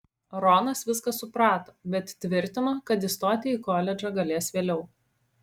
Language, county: Lithuanian, Šiauliai